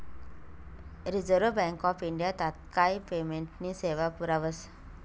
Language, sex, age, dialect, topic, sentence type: Marathi, male, 18-24, Northern Konkan, banking, statement